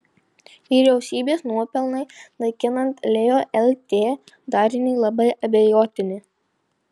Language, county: Lithuanian, Panevėžys